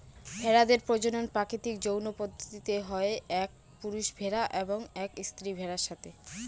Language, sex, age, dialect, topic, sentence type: Bengali, female, 18-24, Northern/Varendri, agriculture, statement